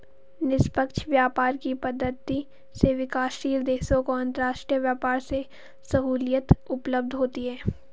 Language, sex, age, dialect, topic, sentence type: Hindi, female, 18-24, Marwari Dhudhari, banking, statement